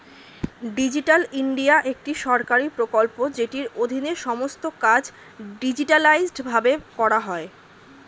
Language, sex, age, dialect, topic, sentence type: Bengali, female, 25-30, Standard Colloquial, banking, statement